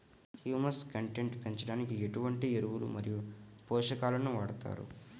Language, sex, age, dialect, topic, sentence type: Telugu, male, 18-24, Central/Coastal, agriculture, question